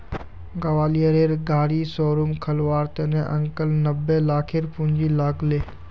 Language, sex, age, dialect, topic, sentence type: Magahi, male, 18-24, Northeastern/Surjapuri, banking, statement